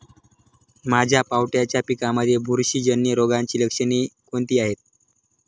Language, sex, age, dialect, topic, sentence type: Marathi, male, 18-24, Standard Marathi, agriculture, question